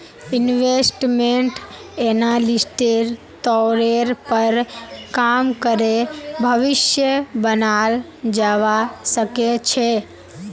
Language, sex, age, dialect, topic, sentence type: Magahi, female, 18-24, Northeastern/Surjapuri, banking, statement